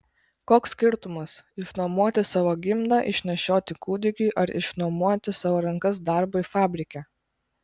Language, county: Lithuanian, Klaipėda